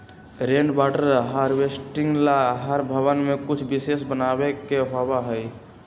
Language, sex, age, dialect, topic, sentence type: Magahi, male, 18-24, Western, agriculture, statement